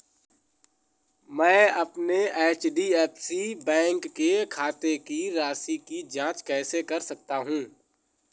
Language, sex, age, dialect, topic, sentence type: Hindi, male, 18-24, Awadhi Bundeli, banking, question